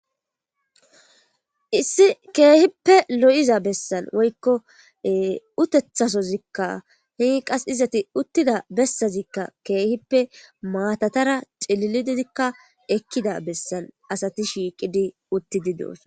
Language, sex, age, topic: Gamo, female, 18-24, government